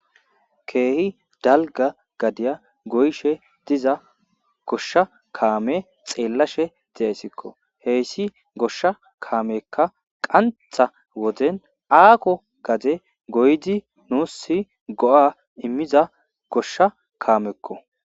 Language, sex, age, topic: Gamo, male, 25-35, agriculture